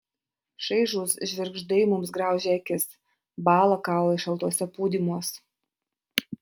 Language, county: Lithuanian, Utena